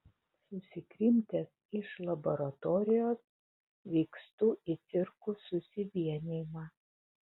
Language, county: Lithuanian, Utena